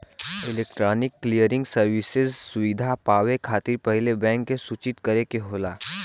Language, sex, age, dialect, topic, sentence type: Bhojpuri, male, 41-45, Western, banking, statement